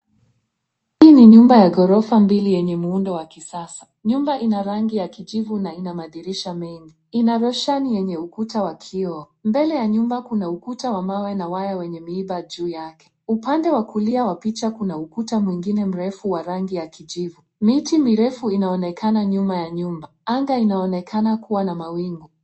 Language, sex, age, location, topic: Swahili, female, 18-24, Nairobi, finance